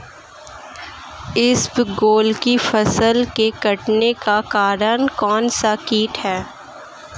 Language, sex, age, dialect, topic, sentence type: Hindi, female, 18-24, Marwari Dhudhari, agriculture, question